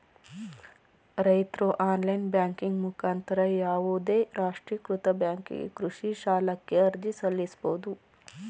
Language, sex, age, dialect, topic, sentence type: Kannada, female, 31-35, Mysore Kannada, agriculture, statement